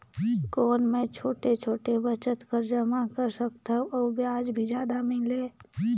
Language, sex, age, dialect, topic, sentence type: Chhattisgarhi, female, 18-24, Northern/Bhandar, banking, question